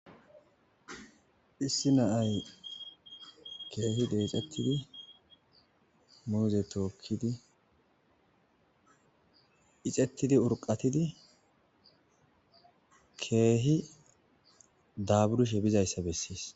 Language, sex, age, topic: Gamo, male, 25-35, agriculture